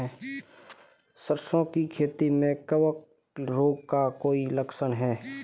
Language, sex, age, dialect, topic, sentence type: Hindi, male, 25-30, Marwari Dhudhari, agriculture, question